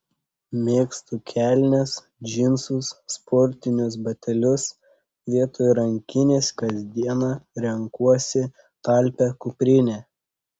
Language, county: Lithuanian, Panevėžys